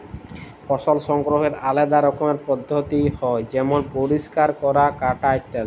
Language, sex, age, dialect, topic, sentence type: Bengali, male, 18-24, Jharkhandi, agriculture, statement